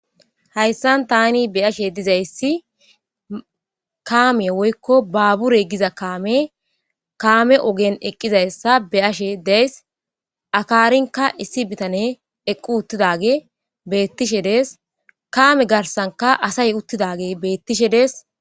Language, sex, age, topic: Gamo, female, 18-24, government